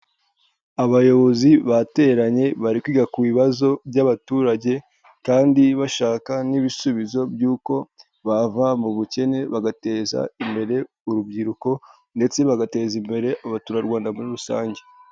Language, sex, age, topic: Kinyarwanda, male, 18-24, government